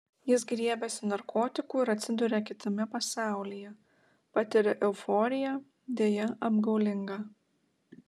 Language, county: Lithuanian, Klaipėda